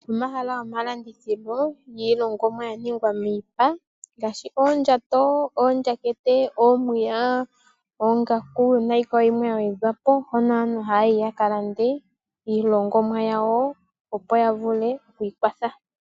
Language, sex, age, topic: Oshiwambo, female, 18-24, finance